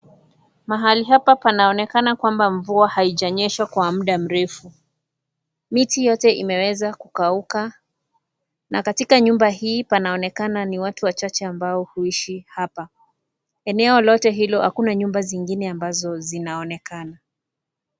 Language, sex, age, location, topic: Swahili, female, 25-35, Kisii, health